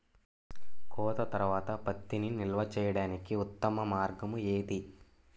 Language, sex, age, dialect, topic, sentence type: Telugu, male, 18-24, Central/Coastal, agriculture, question